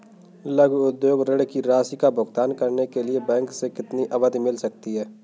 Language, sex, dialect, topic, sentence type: Hindi, male, Kanauji Braj Bhasha, banking, question